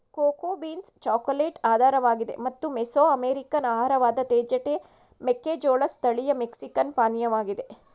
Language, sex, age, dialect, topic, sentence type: Kannada, female, 56-60, Mysore Kannada, agriculture, statement